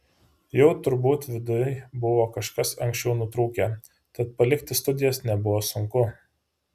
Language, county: Lithuanian, Panevėžys